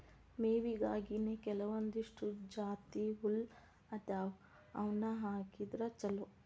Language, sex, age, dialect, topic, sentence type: Kannada, female, 25-30, Dharwad Kannada, agriculture, statement